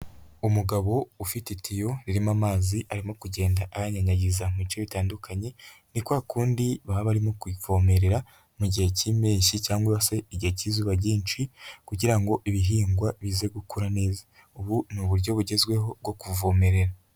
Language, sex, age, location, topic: Kinyarwanda, male, 36-49, Nyagatare, agriculture